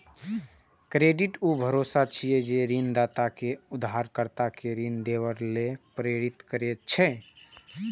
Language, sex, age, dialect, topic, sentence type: Maithili, male, 18-24, Eastern / Thethi, banking, statement